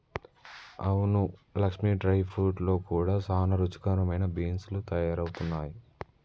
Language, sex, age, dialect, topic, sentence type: Telugu, male, 18-24, Telangana, agriculture, statement